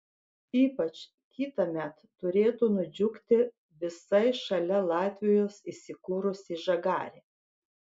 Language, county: Lithuanian, Klaipėda